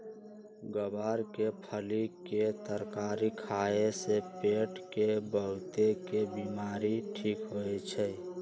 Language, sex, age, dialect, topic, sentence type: Magahi, male, 46-50, Western, agriculture, statement